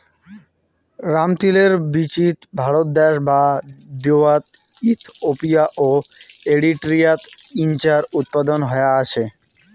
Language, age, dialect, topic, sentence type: Bengali, 18-24, Rajbangshi, agriculture, statement